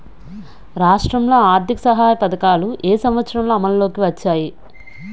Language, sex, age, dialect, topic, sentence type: Telugu, female, 25-30, Utterandhra, agriculture, question